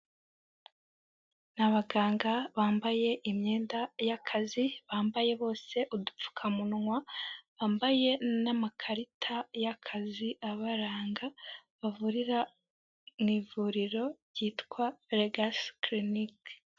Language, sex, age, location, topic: Kinyarwanda, female, 18-24, Huye, health